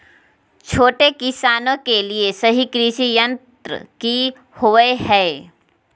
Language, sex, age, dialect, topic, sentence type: Magahi, female, 51-55, Southern, agriculture, question